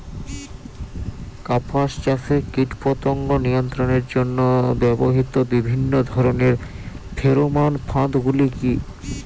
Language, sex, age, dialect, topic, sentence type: Bengali, male, 18-24, Jharkhandi, agriculture, question